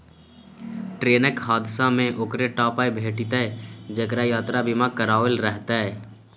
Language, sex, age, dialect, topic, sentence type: Maithili, male, 18-24, Bajjika, banking, statement